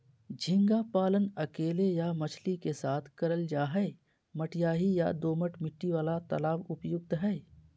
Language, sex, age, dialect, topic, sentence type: Magahi, male, 36-40, Southern, agriculture, statement